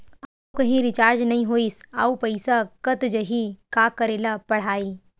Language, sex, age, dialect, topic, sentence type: Chhattisgarhi, female, 18-24, Western/Budati/Khatahi, banking, question